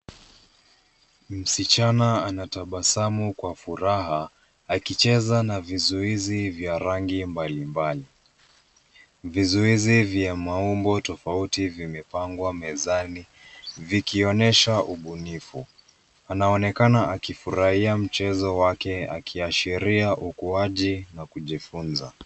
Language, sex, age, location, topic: Swahili, male, 25-35, Nairobi, education